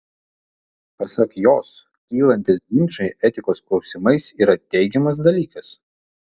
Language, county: Lithuanian, Vilnius